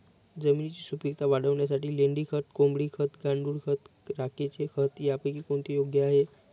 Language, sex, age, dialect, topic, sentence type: Marathi, male, 31-35, Northern Konkan, agriculture, question